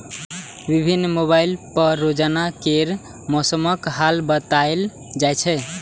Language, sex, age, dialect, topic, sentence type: Maithili, male, 18-24, Eastern / Thethi, agriculture, statement